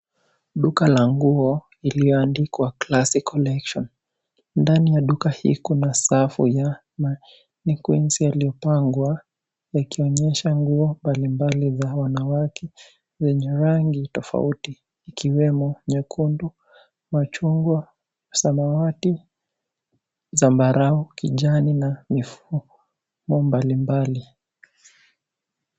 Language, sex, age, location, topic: Swahili, female, 18-24, Nairobi, finance